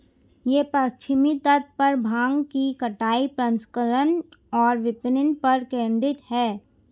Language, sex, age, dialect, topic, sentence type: Hindi, female, 18-24, Hindustani Malvi Khadi Boli, agriculture, statement